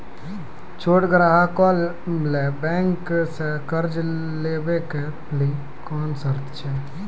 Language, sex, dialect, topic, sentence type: Maithili, male, Angika, banking, question